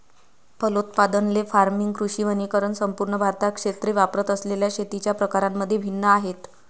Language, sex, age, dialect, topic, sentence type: Marathi, female, 25-30, Varhadi, agriculture, statement